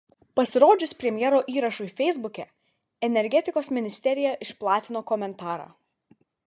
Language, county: Lithuanian, Vilnius